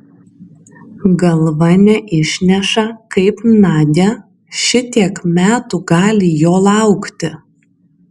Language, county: Lithuanian, Kaunas